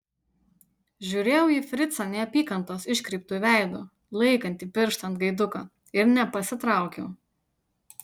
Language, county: Lithuanian, Utena